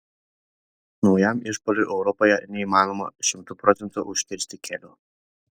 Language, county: Lithuanian, Šiauliai